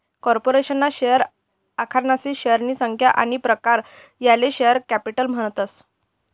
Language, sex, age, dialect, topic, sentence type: Marathi, female, 51-55, Northern Konkan, banking, statement